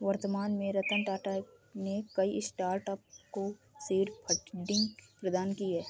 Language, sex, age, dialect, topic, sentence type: Hindi, female, 60-100, Kanauji Braj Bhasha, banking, statement